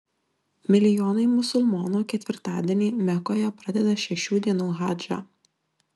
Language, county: Lithuanian, Klaipėda